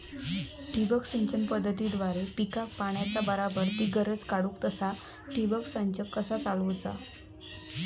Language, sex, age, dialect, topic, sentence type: Marathi, female, 25-30, Southern Konkan, agriculture, question